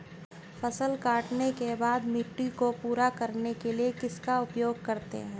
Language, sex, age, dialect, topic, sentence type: Hindi, male, 36-40, Hindustani Malvi Khadi Boli, agriculture, question